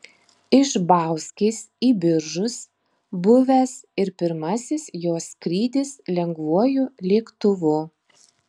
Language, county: Lithuanian, Marijampolė